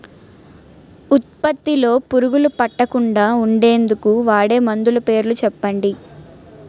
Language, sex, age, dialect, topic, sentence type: Telugu, female, 18-24, Utterandhra, agriculture, question